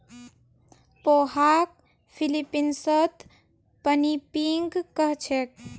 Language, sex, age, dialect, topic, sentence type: Magahi, female, 18-24, Northeastern/Surjapuri, agriculture, statement